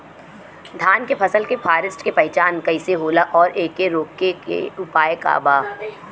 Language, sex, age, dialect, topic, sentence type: Bhojpuri, female, 25-30, Western, agriculture, question